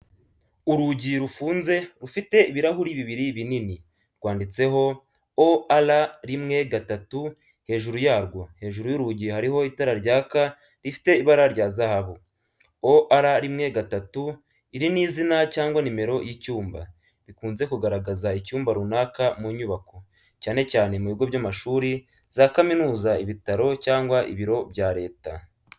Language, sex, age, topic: Kinyarwanda, male, 18-24, education